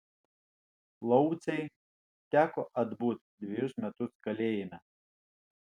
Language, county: Lithuanian, Alytus